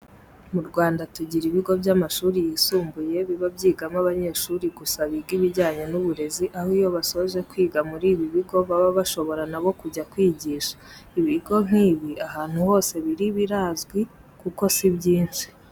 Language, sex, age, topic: Kinyarwanda, female, 18-24, education